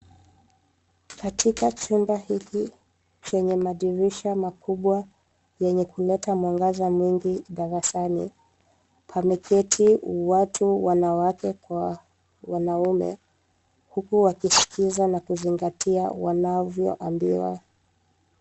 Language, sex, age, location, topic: Swahili, female, 25-35, Nairobi, education